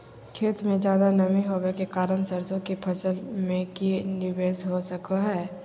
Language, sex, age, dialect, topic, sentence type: Magahi, female, 25-30, Southern, agriculture, question